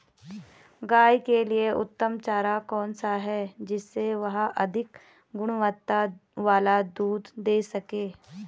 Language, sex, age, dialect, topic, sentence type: Hindi, female, 31-35, Garhwali, agriculture, question